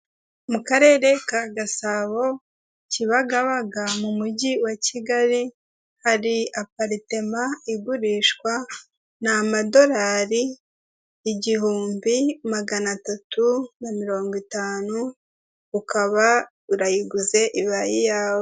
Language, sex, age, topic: Kinyarwanda, female, 18-24, finance